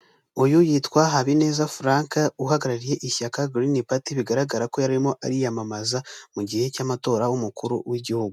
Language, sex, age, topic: Kinyarwanda, male, 18-24, government